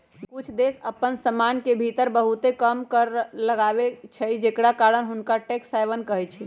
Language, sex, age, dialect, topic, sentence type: Magahi, female, 31-35, Western, banking, statement